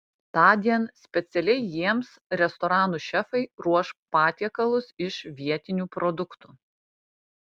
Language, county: Lithuanian, Panevėžys